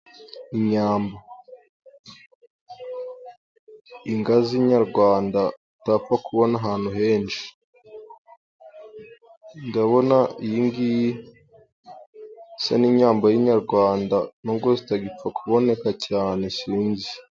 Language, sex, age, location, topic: Kinyarwanda, male, 18-24, Musanze, agriculture